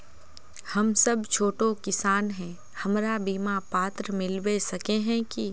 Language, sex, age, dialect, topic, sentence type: Magahi, female, 18-24, Northeastern/Surjapuri, agriculture, question